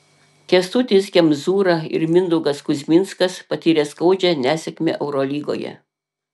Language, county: Lithuanian, Panevėžys